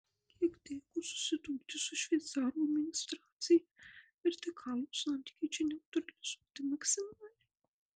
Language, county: Lithuanian, Marijampolė